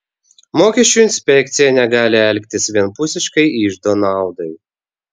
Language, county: Lithuanian, Vilnius